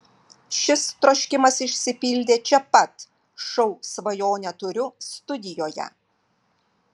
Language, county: Lithuanian, Vilnius